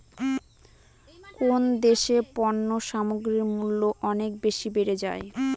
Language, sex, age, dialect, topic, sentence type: Bengali, female, 18-24, Northern/Varendri, banking, statement